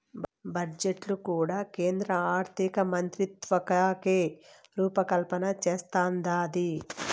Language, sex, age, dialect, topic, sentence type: Telugu, female, 18-24, Southern, banking, statement